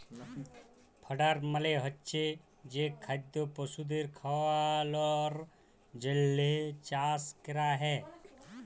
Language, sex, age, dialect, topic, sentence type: Bengali, male, 25-30, Jharkhandi, agriculture, statement